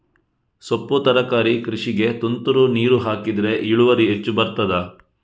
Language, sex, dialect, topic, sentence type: Kannada, male, Coastal/Dakshin, agriculture, question